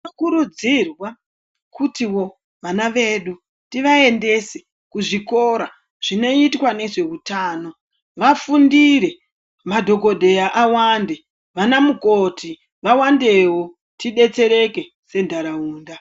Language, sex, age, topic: Ndau, female, 25-35, health